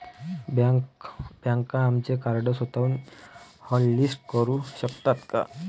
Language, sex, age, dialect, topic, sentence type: Marathi, male, 18-24, Varhadi, banking, statement